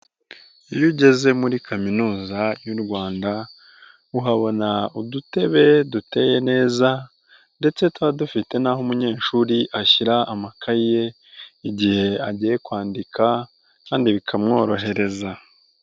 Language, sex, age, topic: Kinyarwanda, male, 18-24, education